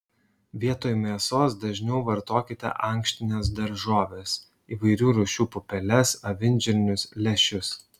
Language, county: Lithuanian, Šiauliai